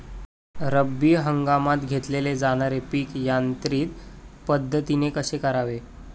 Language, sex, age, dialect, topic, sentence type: Marathi, male, 18-24, Standard Marathi, agriculture, question